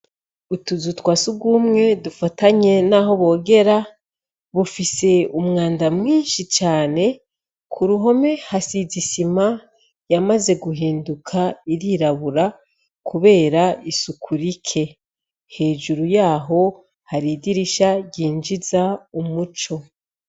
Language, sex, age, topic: Rundi, female, 36-49, education